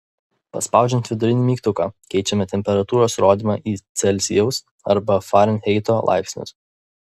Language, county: Lithuanian, Vilnius